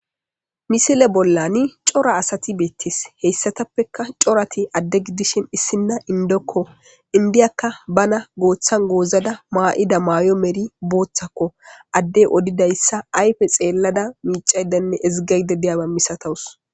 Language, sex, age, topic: Gamo, female, 18-24, government